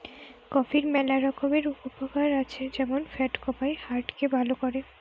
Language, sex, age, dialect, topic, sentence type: Bengali, female, 18-24, Western, agriculture, statement